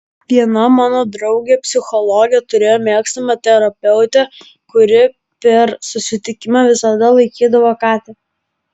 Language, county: Lithuanian, Kaunas